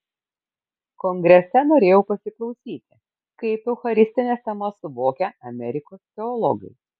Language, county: Lithuanian, Kaunas